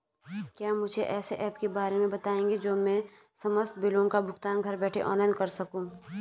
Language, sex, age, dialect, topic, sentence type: Hindi, male, 18-24, Garhwali, banking, question